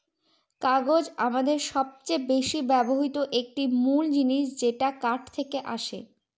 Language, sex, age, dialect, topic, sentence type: Bengali, female, 18-24, Northern/Varendri, agriculture, statement